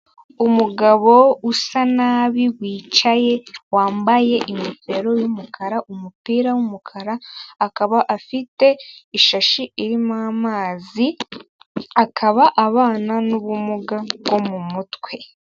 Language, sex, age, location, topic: Kinyarwanda, female, 18-24, Kigali, health